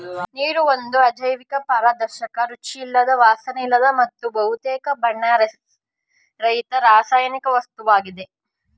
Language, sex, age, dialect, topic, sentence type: Kannada, male, 25-30, Mysore Kannada, agriculture, statement